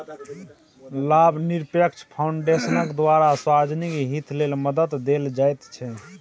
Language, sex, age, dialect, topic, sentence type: Maithili, male, 18-24, Bajjika, banking, statement